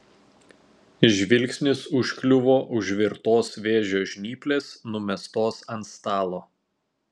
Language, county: Lithuanian, Telšiai